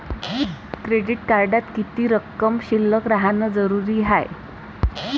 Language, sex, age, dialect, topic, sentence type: Marathi, female, 25-30, Varhadi, banking, question